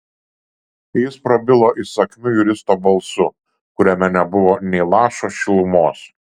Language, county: Lithuanian, Šiauliai